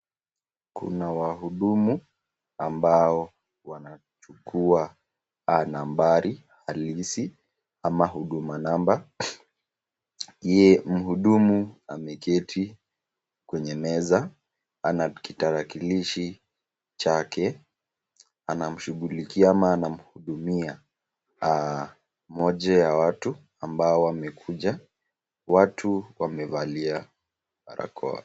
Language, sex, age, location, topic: Swahili, female, 36-49, Nakuru, government